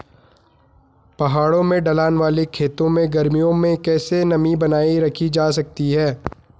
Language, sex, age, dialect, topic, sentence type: Hindi, male, 18-24, Garhwali, agriculture, question